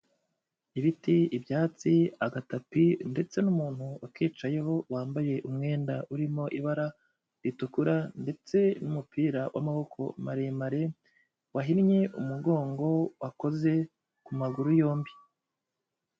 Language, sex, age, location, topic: Kinyarwanda, male, 25-35, Kigali, health